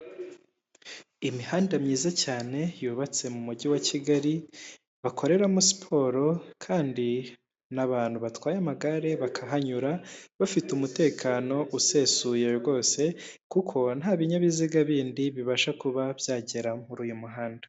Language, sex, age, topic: Kinyarwanda, male, 18-24, government